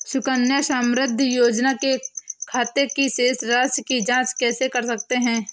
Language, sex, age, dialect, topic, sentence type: Hindi, female, 18-24, Awadhi Bundeli, banking, question